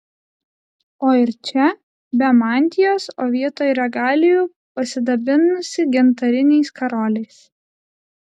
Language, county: Lithuanian, Alytus